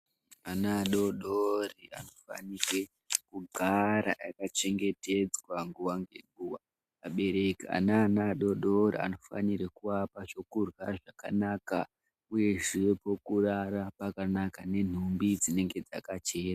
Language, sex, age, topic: Ndau, male, 18-24, health